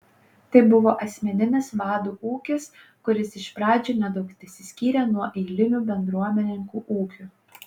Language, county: Lithuanian, Panevėžys